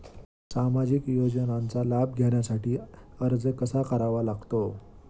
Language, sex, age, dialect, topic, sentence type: Marathi, male, 25-30, Standard Marathi, banking, question